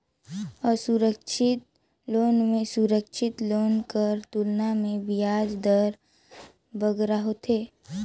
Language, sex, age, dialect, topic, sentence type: Chhattisgarhi, male, 18-24, Northern/Bhandar, banking, statement